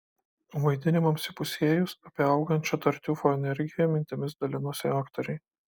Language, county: Lithuanian, Kaunas